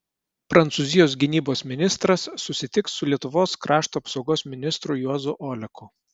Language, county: Lithuanian, Kaunas